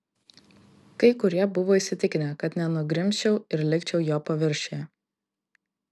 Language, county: Lithuanian, Klaipėda